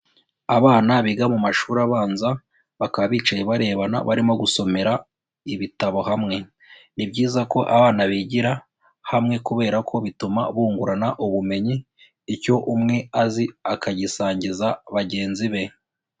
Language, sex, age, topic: Kinyarwanda, male, 25-35, education